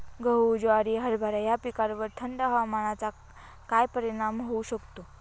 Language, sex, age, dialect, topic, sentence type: Marathi, female, 25-30, Northern Konkan, agriculture, question